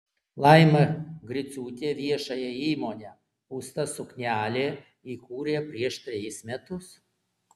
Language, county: Lithuanian, Alytus